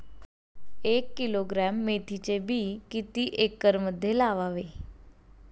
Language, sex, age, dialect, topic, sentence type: Marathi, female, 18-24, Standard Marathi, agriculture, question